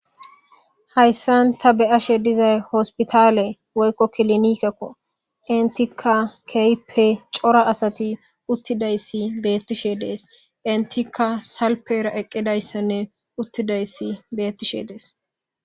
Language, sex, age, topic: Gamo, male, 18-24, government